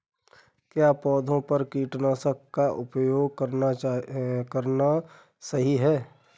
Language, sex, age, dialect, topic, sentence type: Hindi, male, 31-35, Kanauji Braj Bhasha, agriculture, question